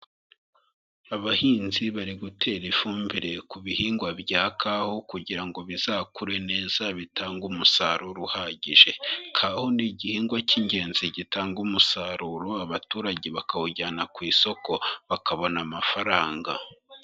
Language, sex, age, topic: Kinyarwanda, male, 25-35, agriculture